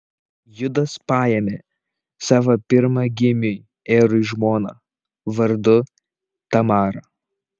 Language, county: Lithuanian, Šiauliai